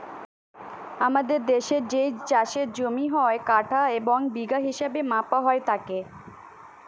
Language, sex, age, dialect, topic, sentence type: Bengali, female, 18-24, Standard Colloquial, agriculture, statement